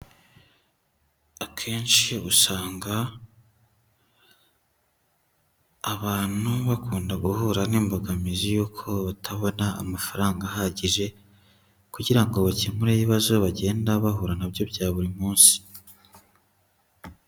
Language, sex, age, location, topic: Kinyarwanda, male, 25-35, Huye, agriculture